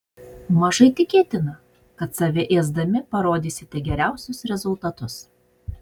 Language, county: Lithuanian, Utena